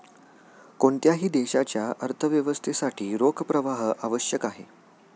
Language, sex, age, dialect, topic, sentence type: Marathi, male, 18-24, Standard Marathi, banking, statement